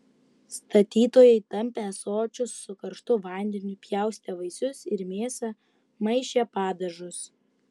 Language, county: Lithuanian, Utena